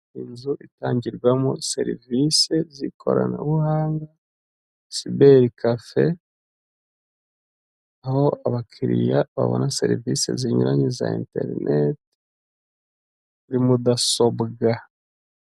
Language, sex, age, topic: Kinyarwanda, male, 25-35, government